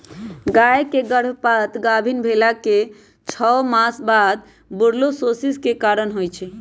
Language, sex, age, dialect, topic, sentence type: Magahi, male, 25-30, Western, agriculture, statement